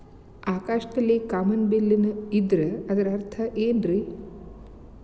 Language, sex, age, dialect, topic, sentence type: Kannada, female, 46-50, Dharwad Kannada, agriculture, question